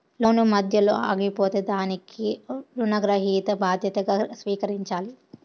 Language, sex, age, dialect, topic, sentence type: Telugu, female, 18-24, Southern, banking, statement